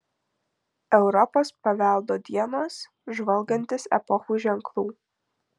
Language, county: Lithuanian, Marijampolė